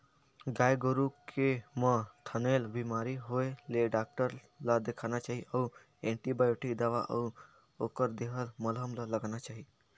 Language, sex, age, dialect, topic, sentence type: Chhattisgarhi, male, 56-60, Northern/Bhandar, agriculture, statement